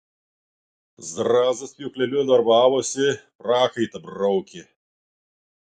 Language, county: Lithuanian, Klaipėda